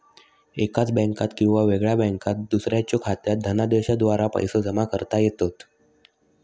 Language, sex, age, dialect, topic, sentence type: Marathi, male, 56-60, Southern Konkan, banking, statement